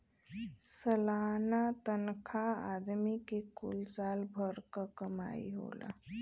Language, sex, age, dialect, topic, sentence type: Bhojpuri, female, 25-30, Western, banking, statement